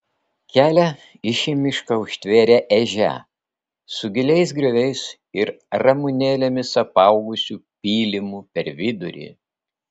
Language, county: Lithuanian, Vilnius